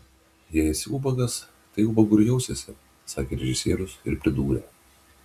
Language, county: Lithuanian, Vilnius